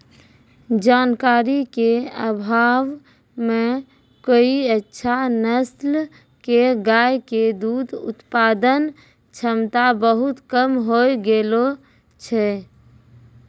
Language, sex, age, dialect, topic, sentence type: Maithili, female, 25-30, Angika, agriculture, statement